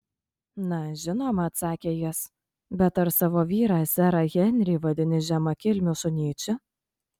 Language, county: Lithuanian, Kaunas